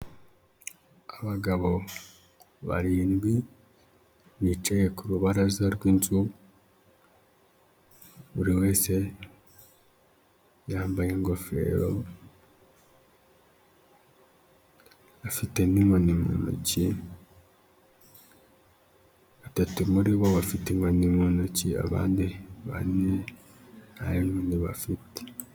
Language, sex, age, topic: Kinyarwanda, male, 25-35, health